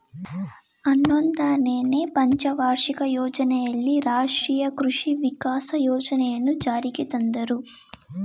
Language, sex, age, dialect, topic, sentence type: Kannada, female, 18-24, Mysore Kannada, agriculture, statement